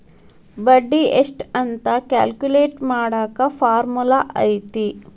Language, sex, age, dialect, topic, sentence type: Kannada, female, 36-40, Dharwad Kannada, banking, statement